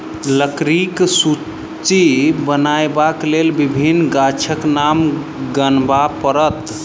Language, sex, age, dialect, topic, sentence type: Maithili, male, 31-35, Southern/Standard, agriculture, statement